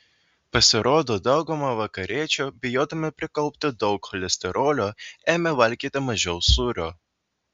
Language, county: Lithuanian, Vilnius